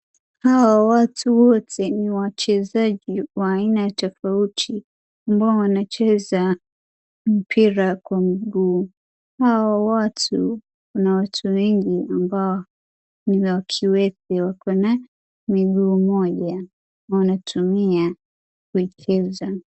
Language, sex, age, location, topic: Swahili, female, 18-24, Wajir, education